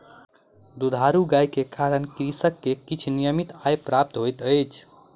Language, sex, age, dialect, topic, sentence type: Maithili, male, 25-30, Southern/Standard, agriculture, statement